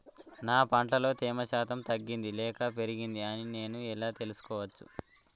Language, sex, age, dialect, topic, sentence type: Telugu, male, 18-24, Telangana, agriculture, question